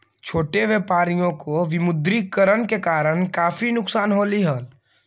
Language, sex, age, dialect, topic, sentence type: Magahi, male, 25-30, Central/Standard, banking, statement